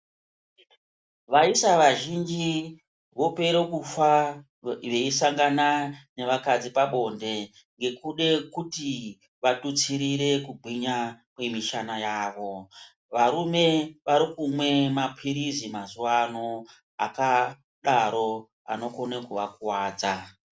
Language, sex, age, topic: Ndau, male, 36-49, health